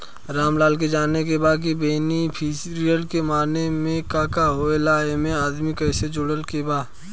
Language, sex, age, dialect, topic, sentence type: Bhojpuri, male, 25-30, Western, banking, question